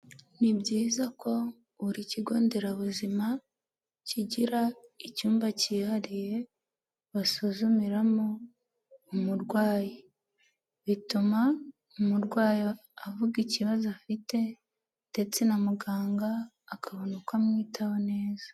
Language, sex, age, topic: Kinyarwanda, female, 18-24, health